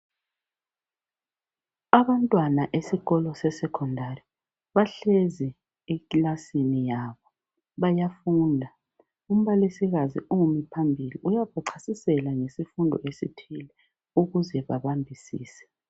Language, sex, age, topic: North Ndebele, female, 36-49, education